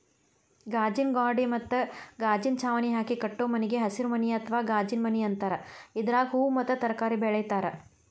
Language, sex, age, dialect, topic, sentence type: Kannada, female, 41-45, Dharwad Kannada, agriculture, statement